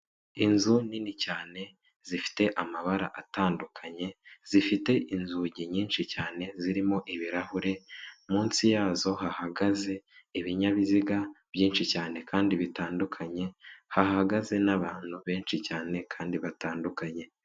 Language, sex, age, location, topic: Kinyarwanda, male, 18-24, Kigali, government